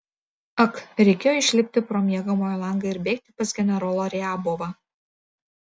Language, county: Lithuanian, Vilnius